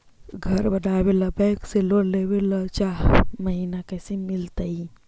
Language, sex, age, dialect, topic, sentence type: Magahi, female, 18-24, Central/Standard, banking, question